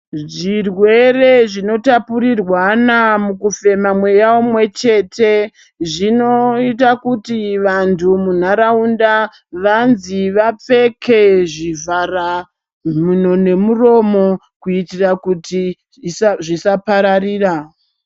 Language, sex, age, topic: Ndau, male, 36-49, health